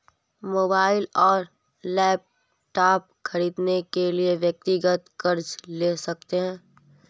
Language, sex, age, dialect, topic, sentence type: Hindi, female, 18-24, Marwari Dhudhari, banking, statement